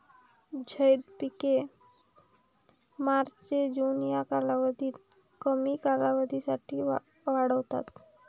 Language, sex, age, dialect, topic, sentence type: Marathi, female, 18-24, Varhadi, agriculture, statement